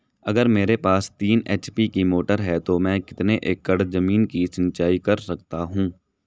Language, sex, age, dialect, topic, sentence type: Hindi, male, 18-24, Marwari Dhudhari, agriculture, question